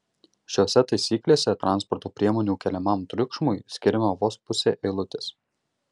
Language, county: Lithuanian, Marijampolė